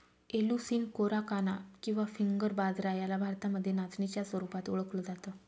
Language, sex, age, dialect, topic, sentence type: Marathi, female, 25-30, Northern Konkan, agriculture, statement